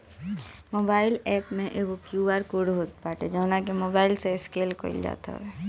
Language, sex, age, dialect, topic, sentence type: Bhojpuri, male, 18-24, Northern, banking, statement